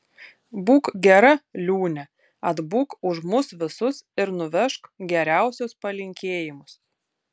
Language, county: Lithuanian, Tauragė